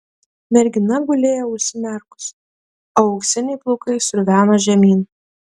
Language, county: Lithuanian, Klaipėda